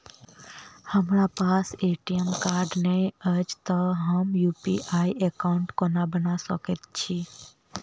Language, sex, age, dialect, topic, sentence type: Maithili, female, 25-30, Southern/Standard, banking, question